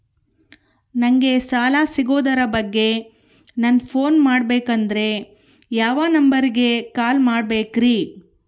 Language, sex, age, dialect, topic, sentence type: Kannada, female, 36-40, Central, banking, question